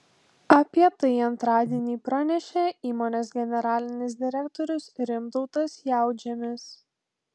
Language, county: Lithuanian, Telšiai